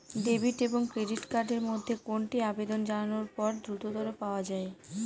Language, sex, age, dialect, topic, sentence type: Bengali, female, 18-24, Northern/Varendri, banking, question